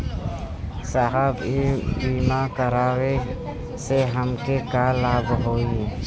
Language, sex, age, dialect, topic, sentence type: Bhojpuri, female, 18-24, Western, banking, question